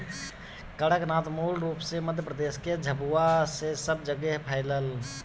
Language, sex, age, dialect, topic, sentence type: Bhojpuri, male, 18-24, Northern, agriculture, statement